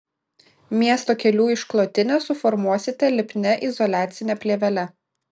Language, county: Lithuanian, Klaipėda